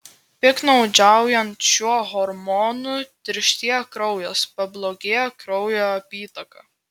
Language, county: Lithuanian, Klaipėda